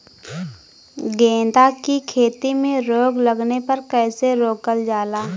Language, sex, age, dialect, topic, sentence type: Bhojpuri, female, 18-24, Western, agriculture, question